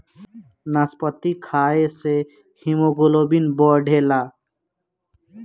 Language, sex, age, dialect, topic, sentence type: Bhojpuri, male, 18-24, Northern, agriculture, statement